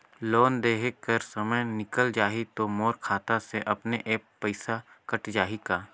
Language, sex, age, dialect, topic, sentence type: Chhattisgarhi, male, 18-24, Northern/Bhandar, banking, question